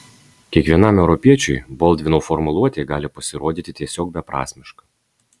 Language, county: Lithuanian, Marijampolė